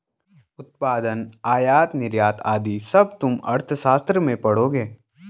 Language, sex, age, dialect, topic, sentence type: Hindi, male, 18-24, Garhwali, banking, statement